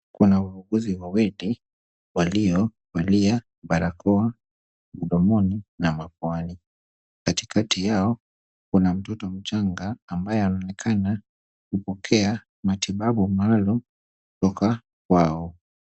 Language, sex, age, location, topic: Swahili, male, 25-35, Kisumu, health